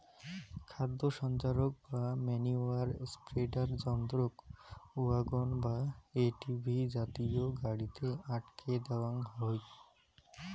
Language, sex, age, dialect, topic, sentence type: Bengali, male, 25-30, Rajbangshi, agriculture, statement